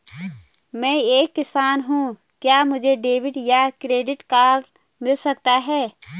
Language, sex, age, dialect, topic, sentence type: Hindi, female, 31-35, Garhwali, banking, question